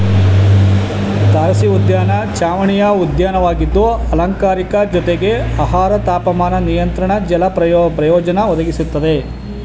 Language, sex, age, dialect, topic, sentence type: Kannada, male, 31-35, Mysore Kannada, agriculture, statement